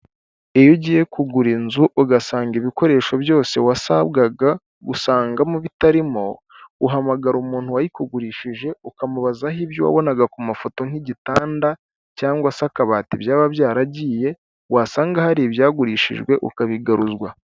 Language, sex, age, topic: Kinyarwanda, male, 18-24, finance